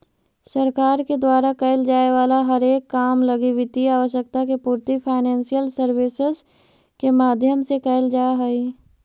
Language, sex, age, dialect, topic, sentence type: Magahi, female, 41-45, Central/Standard, banking, statement